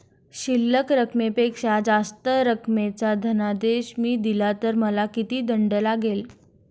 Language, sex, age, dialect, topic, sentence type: Marathi, female, 18-24, Standard Marathi, banking, question